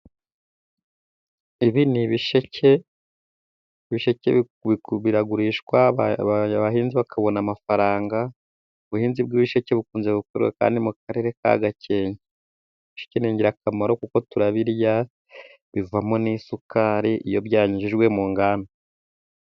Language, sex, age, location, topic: Kinyarwanda, male, 25-35, Musanze, health